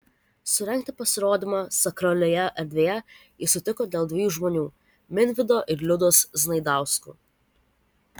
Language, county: Lithuanian, Vilnius